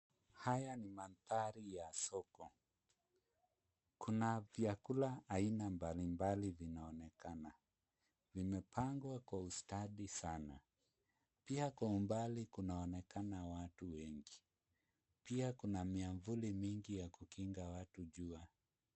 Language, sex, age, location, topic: Swahili, male, 25-35, Kisumu, finance